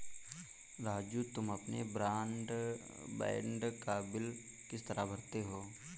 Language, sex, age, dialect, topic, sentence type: Hindi, male, 18-24, Kanauji Braj Bhasha, banking, statement